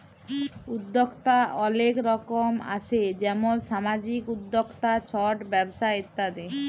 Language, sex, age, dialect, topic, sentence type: Bengali, female, 41-45, Jharkhandi, banking, statement